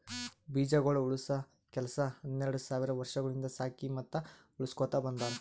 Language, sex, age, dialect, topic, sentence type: Kannada, male, 31-35, Northeastern, agriculture, statement